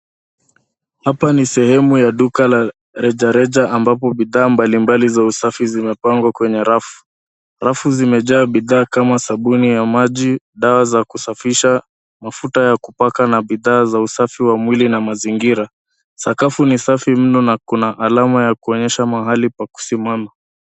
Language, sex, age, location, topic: Swahili, male, 25-35, Nairobi, finance